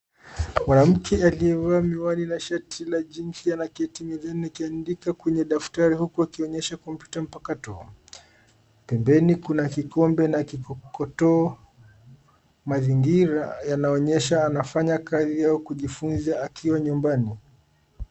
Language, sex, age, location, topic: Swahili, male, 25-35, Nairobi, education